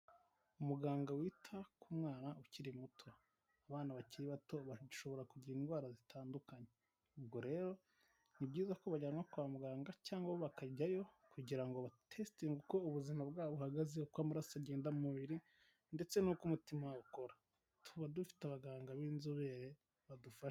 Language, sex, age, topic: Kinyarwanda, male, 18-24, health